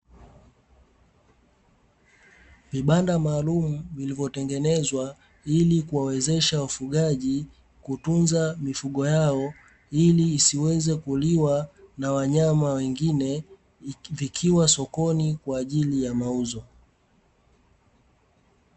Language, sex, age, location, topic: Swahili, male, 18-24, Dar es Salaam, agriculture